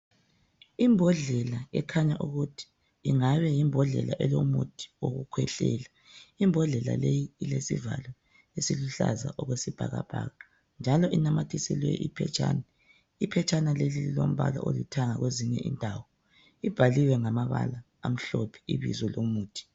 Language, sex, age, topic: North Ndebele, female, 25-35, health